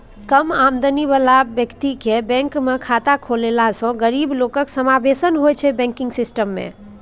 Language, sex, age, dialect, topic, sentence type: Maithili, female, 18-24, Bajjika, banking, statement